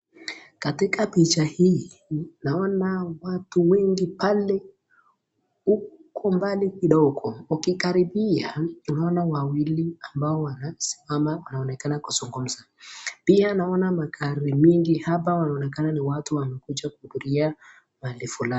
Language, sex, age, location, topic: Swahili, male, 18-24, Nakuru, finance